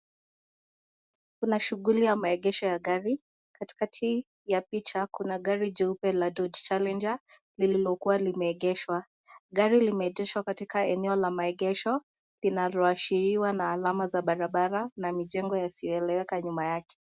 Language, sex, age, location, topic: Swahili, female, 18-24, Nakuru, finance